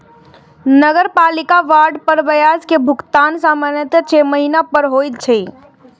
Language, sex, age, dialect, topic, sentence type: Maithili, female, 36-40, Eastern / Thethi, banking, statement